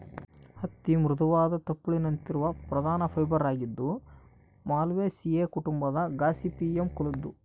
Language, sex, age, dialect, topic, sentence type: Kannada, male, 18-24, Central, agriculture, statement